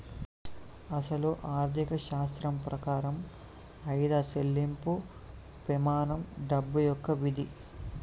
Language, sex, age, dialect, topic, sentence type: Telugu, male, 18-24, Telangana, banking, statement